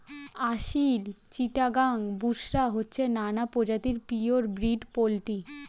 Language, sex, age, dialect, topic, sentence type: Bengali, female, 18-24, Standard Colloquial, agriculture, statement